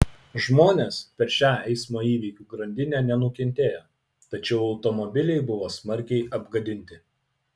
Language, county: Lithuanian, Utena